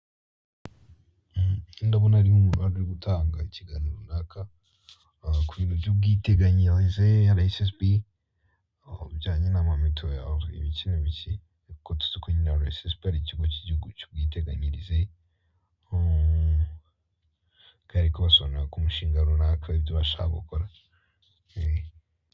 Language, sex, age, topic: Kinyarwanda, male, 18-24, finance